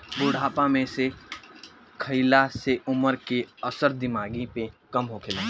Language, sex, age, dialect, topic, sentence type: Bhojpuri, male, 18-24, Northern, agriculture, statement